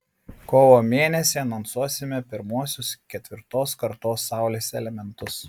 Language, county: Lithuanian, Marijampolė